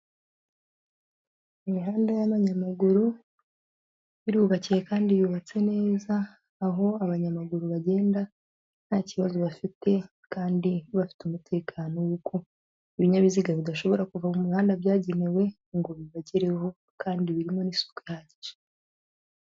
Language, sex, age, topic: Kinyarwanda, female, 18-24, government